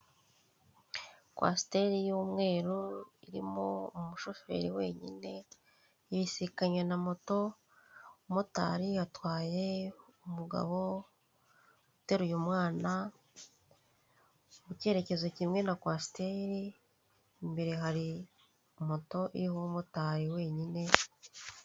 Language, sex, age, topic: Kinyarwanda, female, 36-49, government